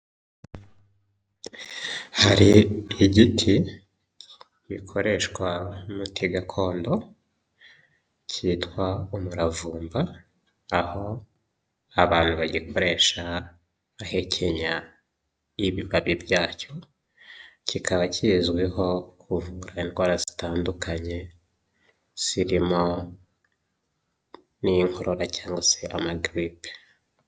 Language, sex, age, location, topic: Kinyarwanda, male, 25-35, Huye, health